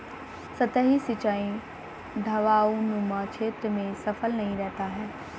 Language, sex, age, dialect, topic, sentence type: Hindi, male, 25-30, Hindustani Malvi Khadi Boli, agriculture, statement